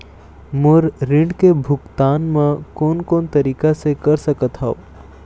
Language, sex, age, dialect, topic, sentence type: Chhattisgarhi, male, 18-24, Eastern, banking, question